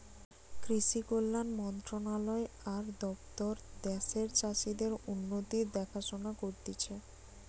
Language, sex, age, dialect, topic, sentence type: Bengali, female, 18-24, Western, agriculture, statement